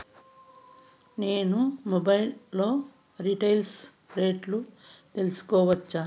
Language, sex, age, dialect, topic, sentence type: Telugu, female, 51-55, Southern, agriculture, question